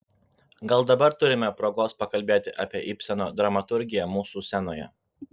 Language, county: Lithuanian, Vilnius